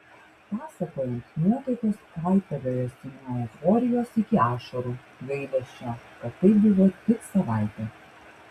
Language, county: Lithuanian, Vilnius